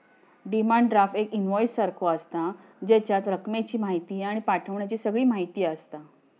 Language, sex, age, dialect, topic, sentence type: Marathi, female, 56-60, Southern Konkan, banking, statement